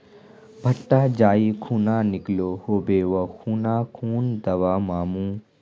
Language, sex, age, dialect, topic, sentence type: Magahi, male, 18-24, Northeastern/Surjapuri, agriculture, question